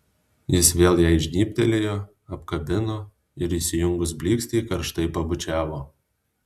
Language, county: Lithuanian, Alytus